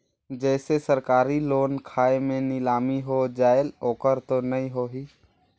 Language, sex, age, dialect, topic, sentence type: Chhattisgarhi, male, 18-24, Northern/Bhandar, banking, question